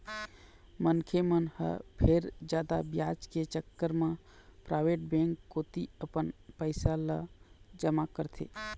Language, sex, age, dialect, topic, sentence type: Chhattisgarhi, male, 25-30, Eastern, banking, statement